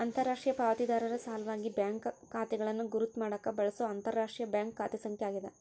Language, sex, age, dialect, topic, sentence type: Kannada, male, 18-24, Central, banking, statement